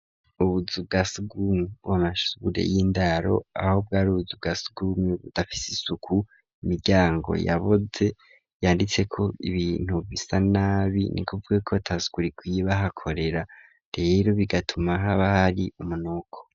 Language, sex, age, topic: Rundi, male, 25-35, education